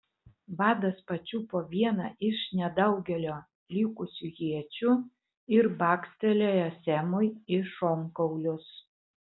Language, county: Lithuanian, Utena